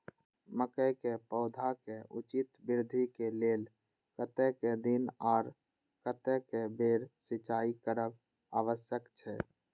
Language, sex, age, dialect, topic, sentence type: Maithili, male, 18-24, Eastern / Thethi, agriculture, question